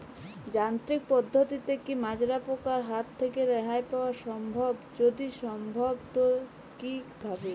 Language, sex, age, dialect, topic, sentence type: Bengali, female, 18-24, Jharkhandi, agriculture, question